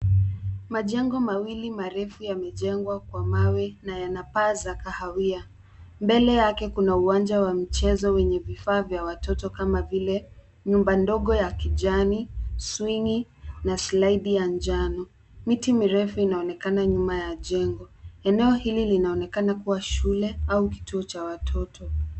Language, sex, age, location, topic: Swahili, female, 36-49, Nairobi, education